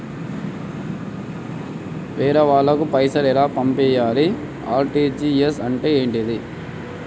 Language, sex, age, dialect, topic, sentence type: Telugu, male, 18-24, Telangana, banking, question